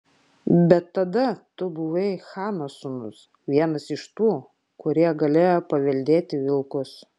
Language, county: Lithuanian, Klaipėda